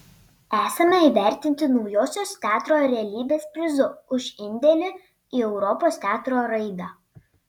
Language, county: Lithuanian, Panevėžys